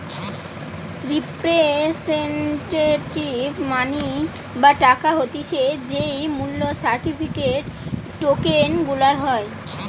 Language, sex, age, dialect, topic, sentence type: Bengali, female, 18-24, Western, banking, statement